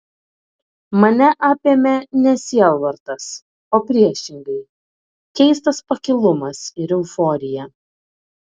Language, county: Lithuanian, Klaipėda